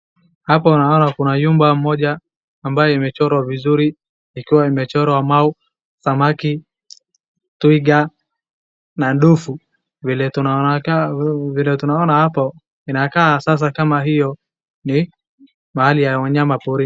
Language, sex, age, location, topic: Swahili, male, 36-49, Wajir, education